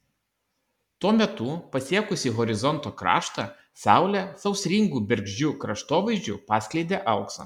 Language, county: Lithuanian, Kaunas